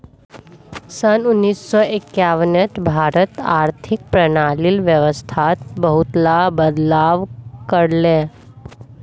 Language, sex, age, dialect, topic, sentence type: Magahi, female, 41-45, Northeastern/Surjapuri, banking, statement